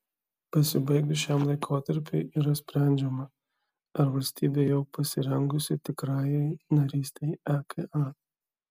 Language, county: Lithuanian, Kaunas